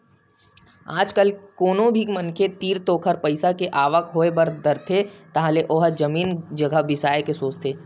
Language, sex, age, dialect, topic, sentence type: Chhattisgarhi, male, 18-24, Western/Budati/Khatahi, banking, statement